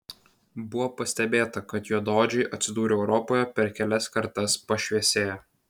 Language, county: Lithuanian, Vilnius